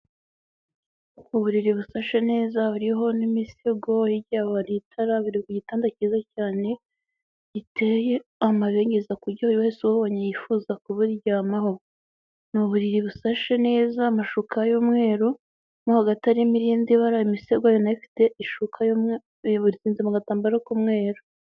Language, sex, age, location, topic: Kinyarwanda, female, 25-35, Nyagatare, finance